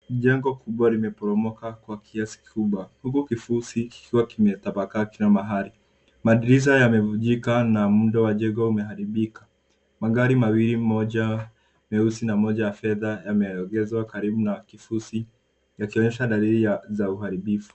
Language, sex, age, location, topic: Swahili, female, 50+, Nairobi, health